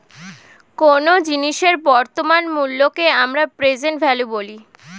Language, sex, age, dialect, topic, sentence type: Bengali, female, 18-24, Standard Colloquial, banking, statement